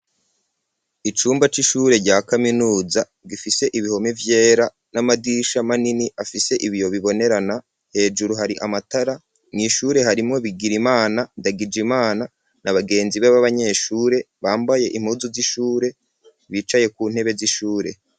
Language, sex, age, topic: Rundi, male, 36-49, education